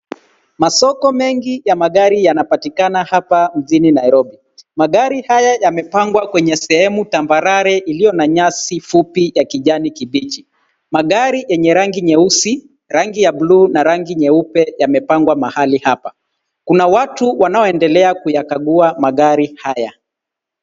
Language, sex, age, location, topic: Swahili, male, 36-49, Nairobi, finance